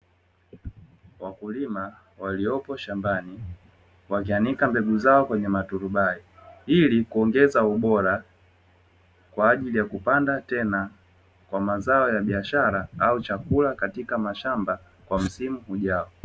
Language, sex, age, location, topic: Swahili, male, 25-35, Dar es Salaam, agriculture